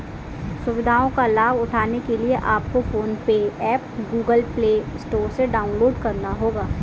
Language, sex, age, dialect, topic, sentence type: Hindi, female, 18-24, Kanauji Braj Bhasha, banking, statement